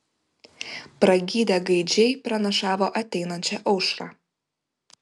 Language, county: Lithuanian, Vilnius